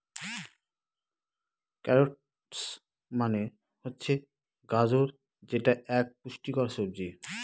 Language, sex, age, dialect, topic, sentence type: Bengali, male, 31-35, Northern/Varendri, agriculture, statement